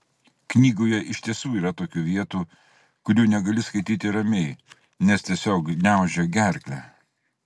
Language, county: Lithuanian, Klaipėda